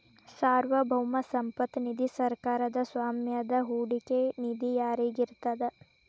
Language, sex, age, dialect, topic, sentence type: Kannada, female, 18-24, Dharwad Kannada, banking, statement